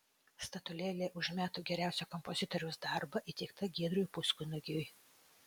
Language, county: Lithuanian, Utena